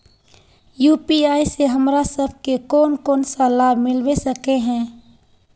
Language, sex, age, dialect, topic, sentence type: Magahi, female, 18-24, Northeastern/Surjapuri, banking, question